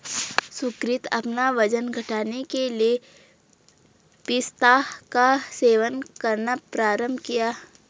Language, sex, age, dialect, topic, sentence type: Hindi, female, 25-30, Garhwali, agriculture, statement